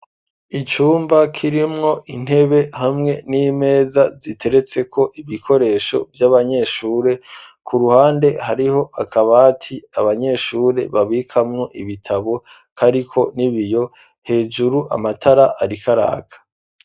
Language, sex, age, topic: Rundi, male, 25-35, education